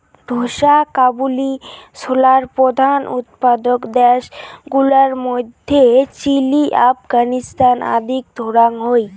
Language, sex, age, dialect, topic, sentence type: Bengali, female, <18, Rajbangshi, agriculture, statement